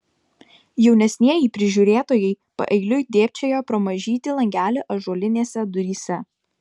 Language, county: Lithuanian, Vilnius